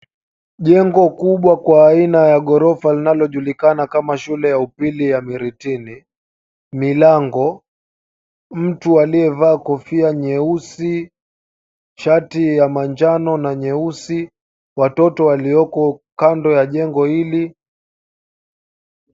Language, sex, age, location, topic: Swahili, male, 18-24, Mombasa, education